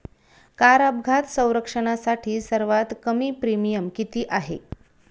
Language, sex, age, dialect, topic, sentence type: Marathi, female, 31-35, Standard Marathi, banking, statement